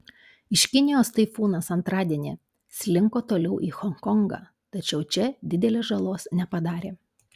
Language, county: Lithuanian, Panevėžys